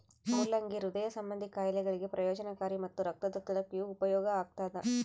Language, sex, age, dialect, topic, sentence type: Kannada, female, 31-35, Central, agriculture, statement